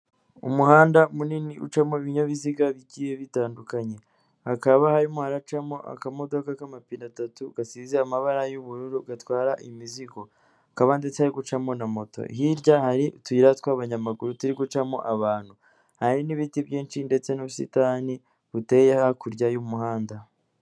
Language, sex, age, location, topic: Kinyarwanda, female, 18-24, Kigali, government